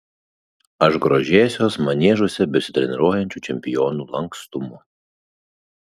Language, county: Lithuanian, Kaunas